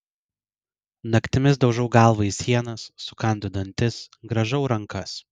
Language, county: Lithuanian, Vilnius